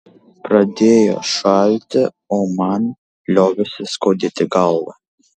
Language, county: Lithuanian, Kaunas